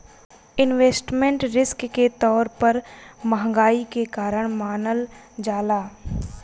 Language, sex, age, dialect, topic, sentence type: Bhojpuri, female, 25-30, Southern / Standard, banking, statement